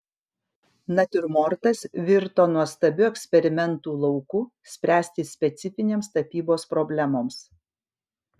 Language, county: Lithuanian, Kaunas